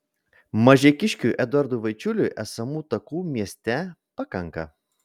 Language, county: Lithuanian, Vilnius